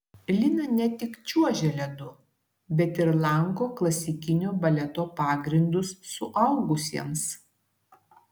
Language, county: Lithuanian, Klaipėda